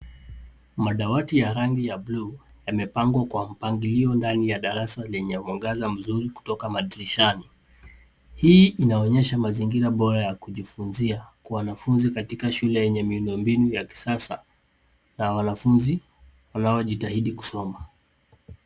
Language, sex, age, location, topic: Swahili, male, 18-24, Nairobi, education